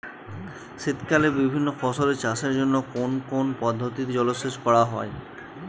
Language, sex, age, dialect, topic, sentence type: Bengali, male, 25-30, Northern/Varendri, agriculture, question